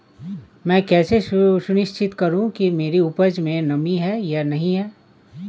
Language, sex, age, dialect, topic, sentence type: Hindi, male, 36-40, Awadhi Bundeli, agriculture, question